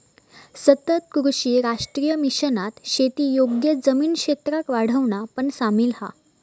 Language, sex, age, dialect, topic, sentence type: Marathi, female, 18-24, Southern Konkan, agriculture, statement